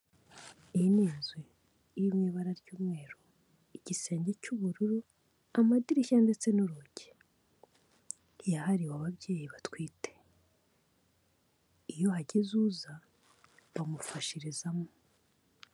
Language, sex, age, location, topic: Kinyarwanda, female, 18-24, Kigali, health